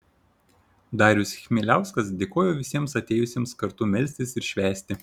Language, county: Lithuanian, Šiauliai